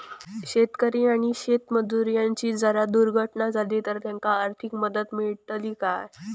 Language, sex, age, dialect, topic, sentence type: Marathi, female, 18-24, Southern Konkan, agriculture, question